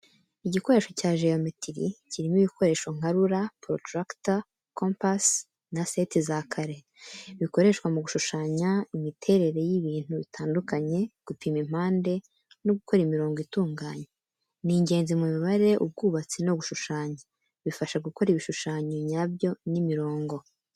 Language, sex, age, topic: Kinyarwanda, female, 18-24, education